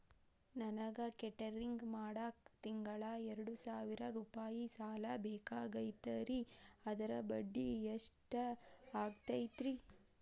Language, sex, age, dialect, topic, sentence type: Kannada, female, 31-35, Dharwad Kannada, banking, question